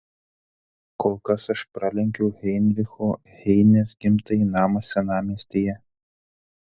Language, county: Lithuanian, Telšiai